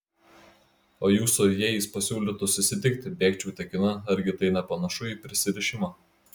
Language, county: Lithuanian, Klaipėda